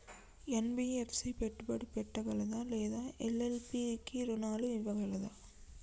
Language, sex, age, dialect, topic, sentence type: Telugu, male, 18-24, Telangana, banking, question